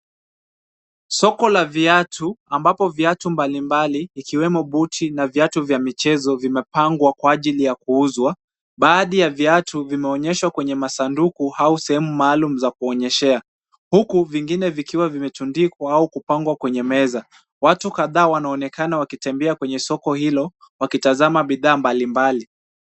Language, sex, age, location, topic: Swahili, male, 25-35, Kisumu, finance